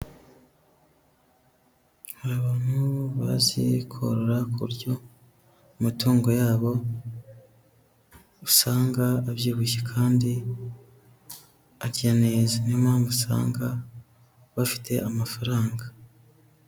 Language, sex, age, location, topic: Kinyarwanda, male, 18-24, Huye, agriculture